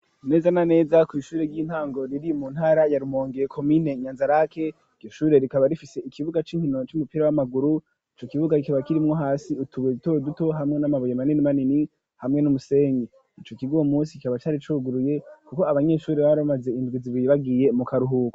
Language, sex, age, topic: Rundi, female, 18-24, education